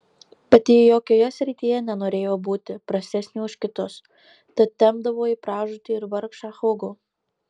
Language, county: Lithuanian, Marijampolė